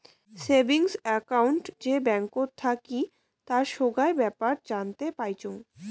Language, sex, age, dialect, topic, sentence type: Bengali, female, 18-24, Rajbangshi, banking, statement